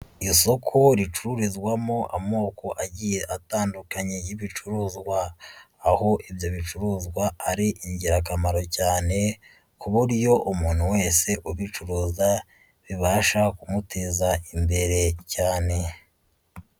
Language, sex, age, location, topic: Kinyarwanda, female, 36-49, Nyagatare, finance